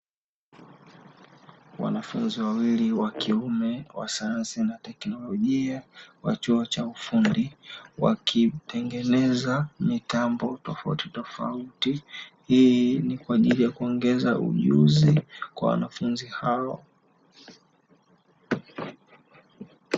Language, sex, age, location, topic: Swahili, male, 18-24, Dar es Salaam, education